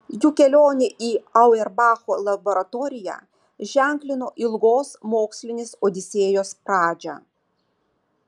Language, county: Lithuanian, Vilnius